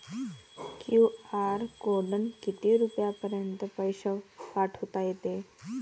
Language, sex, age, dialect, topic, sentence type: Marathi, female, 18-24, Varhadi, banking, question